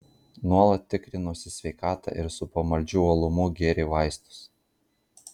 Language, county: Lithuanian, Marijampolė